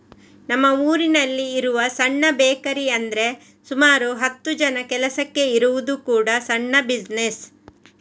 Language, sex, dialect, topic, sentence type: Kannada, female, Coastal/Dakshin, banking, statement